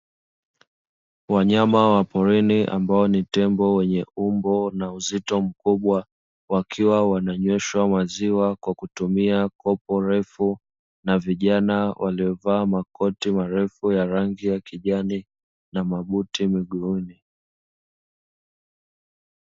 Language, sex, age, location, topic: Swahili, male, 18-24, Dar es Salaam, agriculture